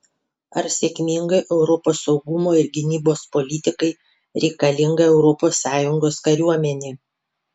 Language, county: Lithuanian, Panevėžys